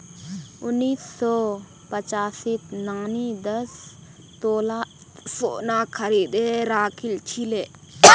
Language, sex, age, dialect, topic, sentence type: Magahi, female, 18-24, Northeastern/Surjapuri, banking, statement